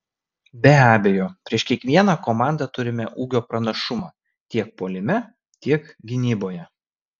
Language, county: Lithuanian, Vilnius